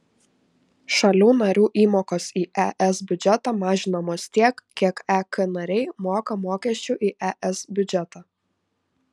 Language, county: Lithuanian, Šiauliai